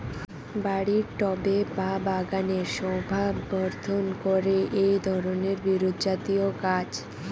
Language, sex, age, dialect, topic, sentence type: Bengali, female, 18-24, Rajbangshi, agriculture, question